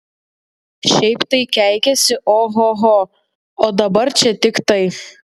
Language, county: Lithuanian, Vilnius